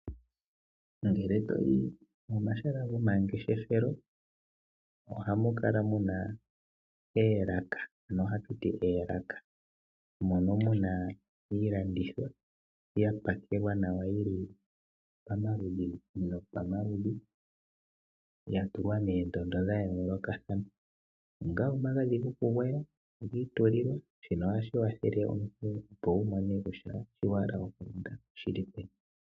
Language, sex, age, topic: Oshiwambo, male, 25-35, finance